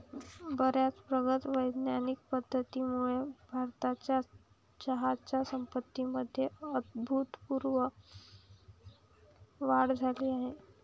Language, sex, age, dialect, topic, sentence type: Marathi, female, 18-24, Varhadi, agriculture, statement